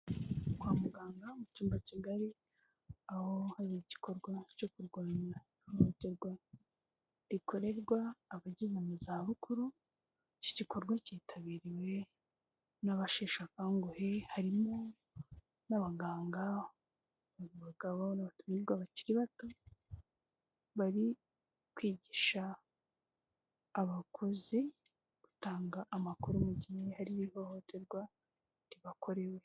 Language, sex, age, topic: Kinyarwanda, female, 18-24, health